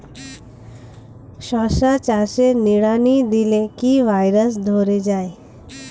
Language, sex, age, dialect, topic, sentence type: Bengali, female, 25-30, Standard Colloquial, agriculture, question